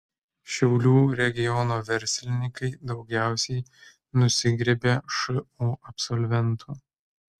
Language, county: Lithuanian, Kaunas